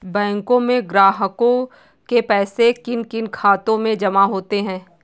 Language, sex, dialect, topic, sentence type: Hindi, female, Kanauji Braj Bhasha, banking, question